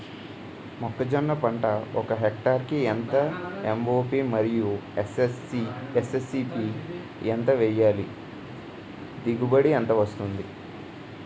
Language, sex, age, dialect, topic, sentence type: Telugu, male, 18-24, Utterandhra, agriculture, question